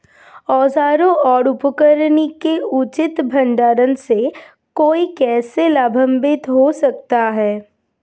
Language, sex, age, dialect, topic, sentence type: Hindi, female, 25-30, Hindustani Malvi Khadi Boli, agriculture, question